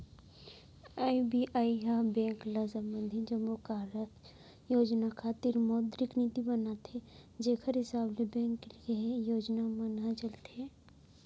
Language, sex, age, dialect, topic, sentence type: Chhattisgarhi, female, 18-24, Central, banking, statement